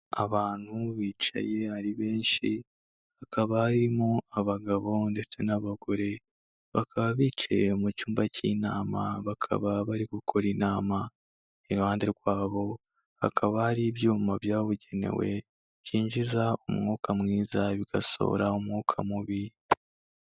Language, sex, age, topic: Kinyarwanda, male, 18-24, health